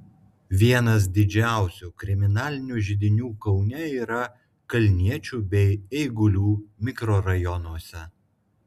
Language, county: Lithuanian, Klaipėda